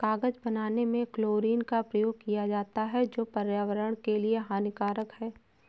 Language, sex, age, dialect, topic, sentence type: Hindi, female, 18-24, Awadhi Bundeli, agriculture, statement